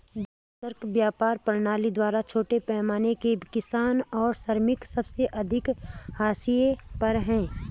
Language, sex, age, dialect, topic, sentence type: Hindi, female, 36-40, Garhwali, banking, statement